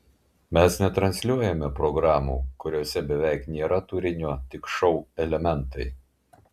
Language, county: Lithuanian, Klaipėda